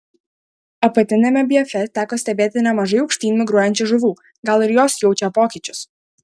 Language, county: Lithuanian, Šiauliai